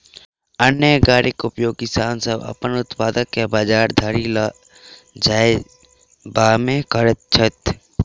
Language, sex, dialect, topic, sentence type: Maithili, male, Southern/Standard, agriculture, statement